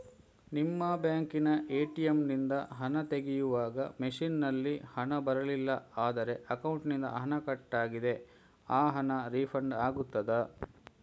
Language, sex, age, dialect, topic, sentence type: Kannada, male, 56-60, Coastal/Dakshin, banking, question